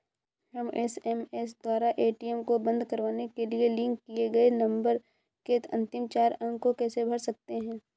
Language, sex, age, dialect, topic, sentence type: Hindi, female, 18-24, Awadhi Bundeli, banking, question